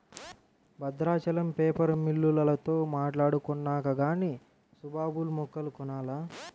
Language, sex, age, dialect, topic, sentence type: Telugu, male, 18-24, Central/Coastal, agriculture, statement